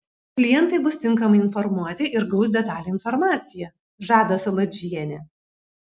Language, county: Lithuanian, Kaunas